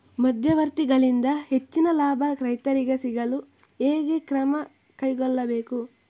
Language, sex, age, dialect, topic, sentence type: Kannada, male, 25-30, Coastal/Dakshin, agriculture, question